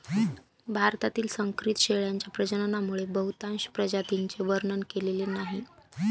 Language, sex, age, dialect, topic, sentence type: Marathi, female, 25-30, Northern Konkan, agriculture, statement